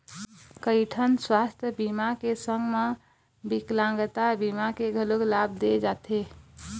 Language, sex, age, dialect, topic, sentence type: Chhattisgarhi, female, 25-30, Eastern, banking, statement